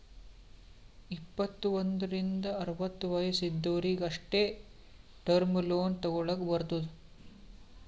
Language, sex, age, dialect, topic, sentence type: Kannada, male, 18-24, Northeastern, banking, statement